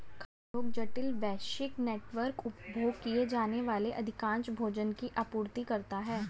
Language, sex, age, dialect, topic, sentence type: Hindi, male, 18-24, Hindustani Malvi Khadi Boli, agriculture, statement